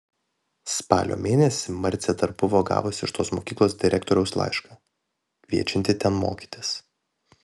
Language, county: Lithuanian, Vilnius